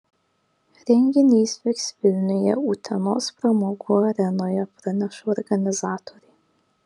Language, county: Lithuanian, Kaunas